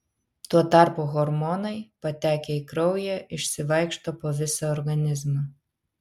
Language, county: Lithuanian, Vilnius